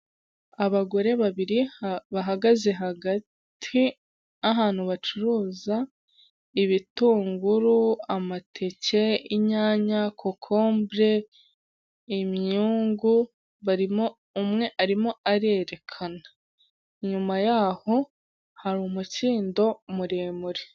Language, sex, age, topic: Kinyarwanda, female, 18-24, finance